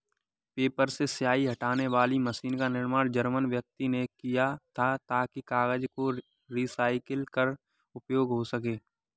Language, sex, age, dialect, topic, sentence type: Hindi, male, 18-24, Kanauji Braj Bhasha, agriculture, statement